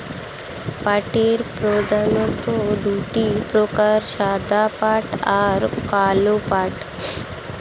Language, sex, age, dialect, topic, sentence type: Bengali, female, 60-100, Standard Colloquial, agriculture, statement